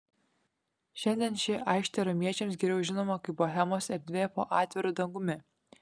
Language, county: Lithuanian, Kaunas